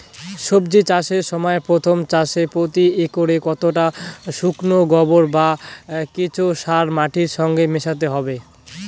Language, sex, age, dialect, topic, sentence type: Bengali, male, 18-24, Rajbangshi, agriculture, question